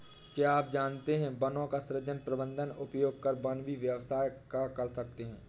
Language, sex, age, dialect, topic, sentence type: Hindi, male, 18-24, Awadhi Bundeli, agriculture, statement